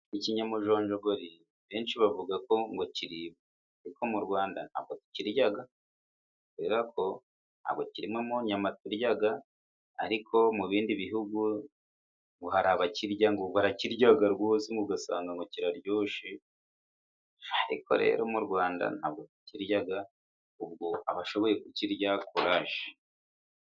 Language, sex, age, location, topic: Kinyarwanda, male, 36-49, Musanze, agriculture